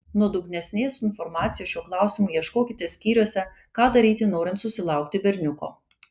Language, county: Lithuanian, Kaunas